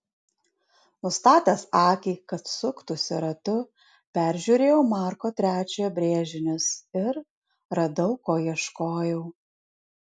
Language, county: Lithuanian, Alytus